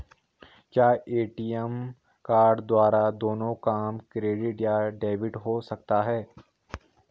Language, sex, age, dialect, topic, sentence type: Hindi, male, 18-24, Garhwali, banking, question